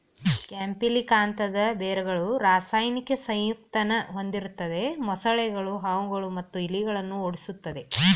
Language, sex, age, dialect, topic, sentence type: Kannada, female, 36-40, Mysore Kannada, agriculture, statement